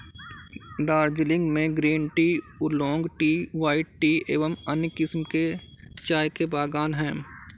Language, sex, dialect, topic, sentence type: Hindi, male, Awadhi Bundeli, agriculture, statement